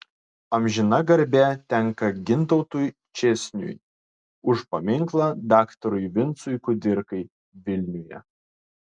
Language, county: Lithuanian, Klaipėda